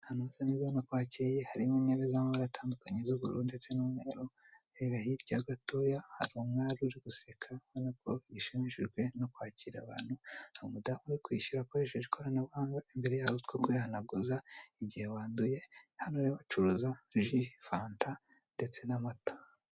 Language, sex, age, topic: Kinyarwanda, female, 25-35, finance